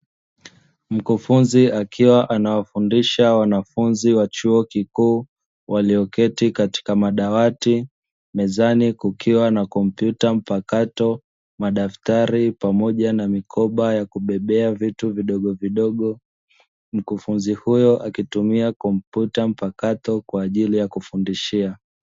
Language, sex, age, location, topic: Swahili, male, 25-35, Dar es Salaam, education